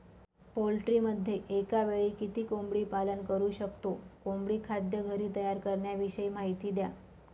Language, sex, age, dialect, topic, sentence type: Marathi, female, 25-30, Northern Konkan, agriculture, question